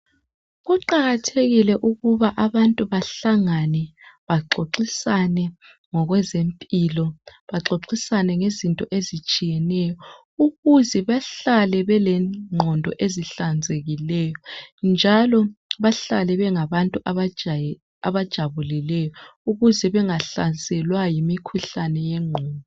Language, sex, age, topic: North Ndebele, male, 25-35, health